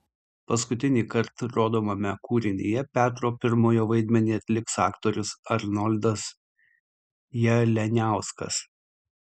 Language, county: Lithuanian, Tauragė